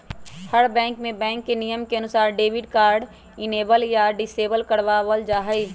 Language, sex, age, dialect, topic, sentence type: Magahi, female, 25-30, Western, banking, statement